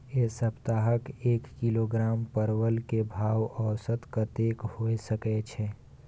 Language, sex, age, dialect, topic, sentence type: Maithili, male, 18-24, Bajjika, agriculture, question